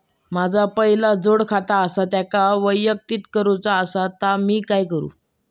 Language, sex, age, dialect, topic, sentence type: Marathi, male, 31-35, Southern Konkan, banking, question